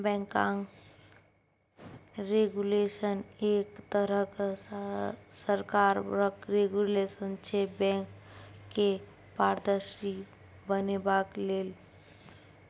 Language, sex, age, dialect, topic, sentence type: Maithili, female, 25-30, Bajjika, banking, statement